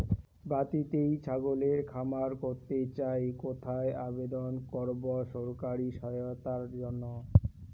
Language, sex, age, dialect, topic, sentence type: Bengali, male, 18-24, Rajbangshi, agriculture, question